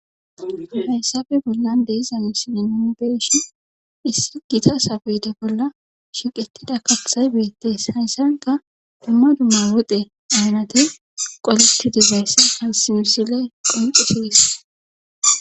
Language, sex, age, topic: Gamo, female, 18-24, government